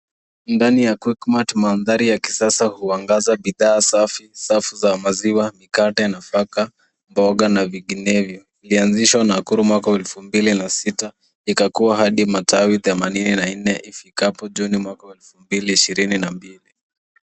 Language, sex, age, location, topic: Swahili, female, 25-35, Nairobi, finance